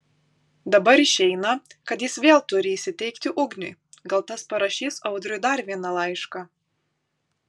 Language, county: Lithuanian, Kaunas